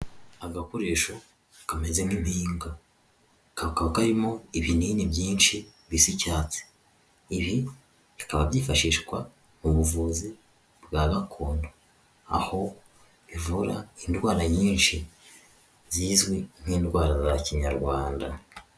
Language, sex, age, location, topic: Kinyarwanda, male, 18-24, Huye, health